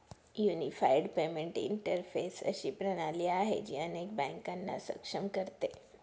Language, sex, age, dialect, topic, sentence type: Marathi, female, 25-30, Northern Konkan, banking, statement